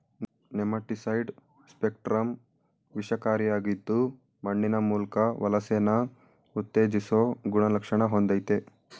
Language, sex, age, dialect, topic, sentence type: Kannada, male, 18-24, Mysore Kannada, agriculture, statement